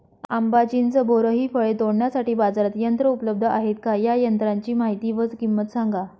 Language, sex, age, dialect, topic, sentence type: Marathi, female, 56-60, Northern Konkan, agriculture, question